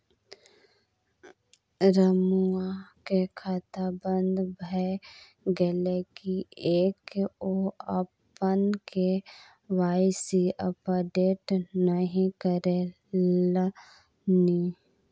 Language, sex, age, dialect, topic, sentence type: Maithili, female, 25-30, Bajjika, banking, statement